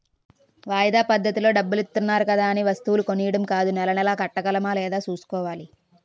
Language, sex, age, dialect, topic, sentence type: Telugu, female, 18-24, Utterandhra, banking, statement